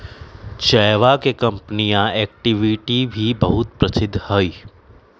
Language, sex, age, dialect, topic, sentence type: Magahi, male, 25-30, Western, agriculture, statement